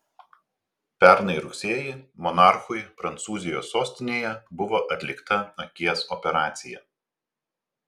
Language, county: Lithuanian, Telšiai